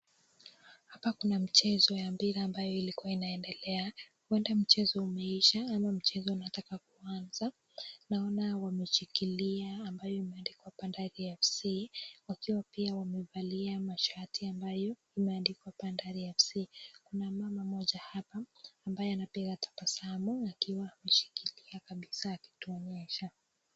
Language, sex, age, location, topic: Swahili, female, 18-24, Nakuru, government